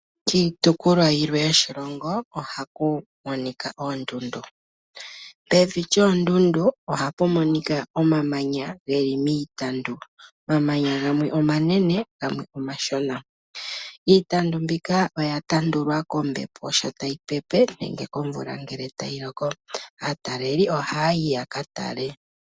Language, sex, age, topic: Oshiwambo, female, 25-35, agriculture